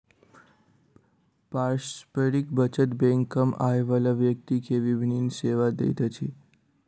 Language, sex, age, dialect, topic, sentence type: Maithili, male, 18-24, Southern/Standard, banking, statement